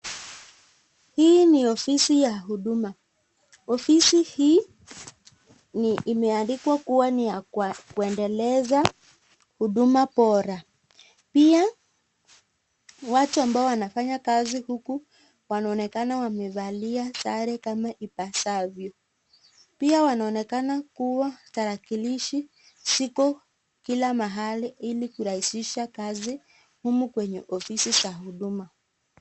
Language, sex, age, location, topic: Swahili, female, 25-35, Nakuru, government